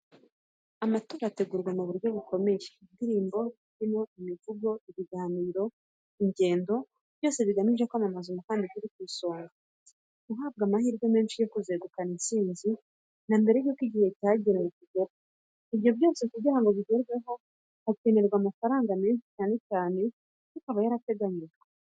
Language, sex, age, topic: Kinyarwanda, female, 25-35, education